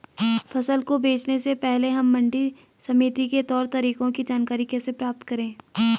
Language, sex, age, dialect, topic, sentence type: Hindi, female, 18-24, Garhwali, agriculture, question